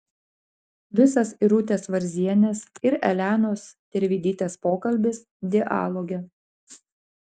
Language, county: Lithuanian, Klaipėda